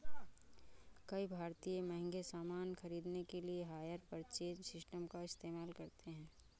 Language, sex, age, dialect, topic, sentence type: Hindi, female, 25-30, Awadhi Bundeli, banking, statement